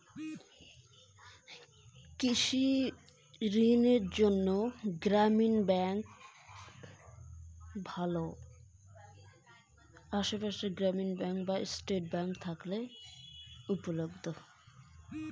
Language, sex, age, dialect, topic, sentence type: Bengali, female, 18-24, Rajbangshi, banking, question